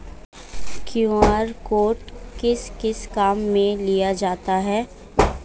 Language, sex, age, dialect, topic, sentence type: Hindi, female, 18-24, Marwari Dhudhari, banking, question